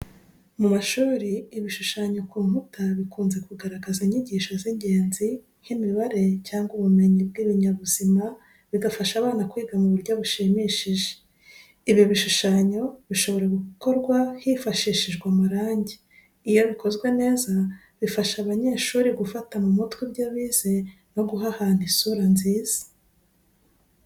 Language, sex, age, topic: Kinyarwanda, female, 36-49, education